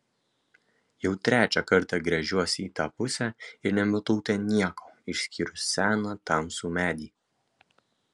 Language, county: Lithuanian, Kaunas